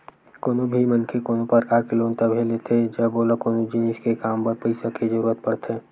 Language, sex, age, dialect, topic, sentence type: Chhattisgarhi, male, 51-55, Western/Budati/Khatahi, banking, statement